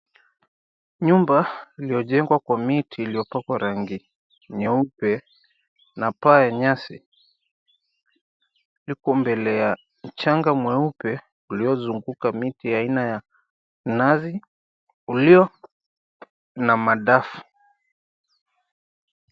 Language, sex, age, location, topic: Swahili, male, 25-35, Mombasa, agriculture